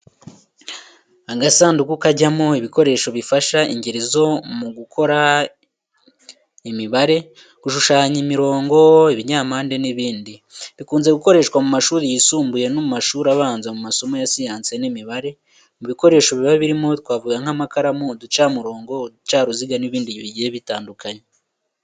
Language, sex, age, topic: Kinyarwanda, male, 18-24, education